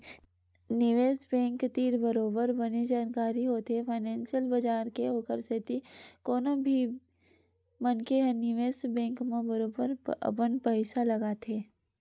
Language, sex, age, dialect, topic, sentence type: Chhattisgarhi, female, 18-24, Western/Budati/Khatahi, banking, statement